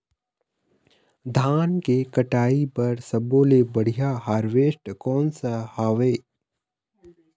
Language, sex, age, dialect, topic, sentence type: Chhattisgarhi, male, 31-35, Eastern, agriculture, question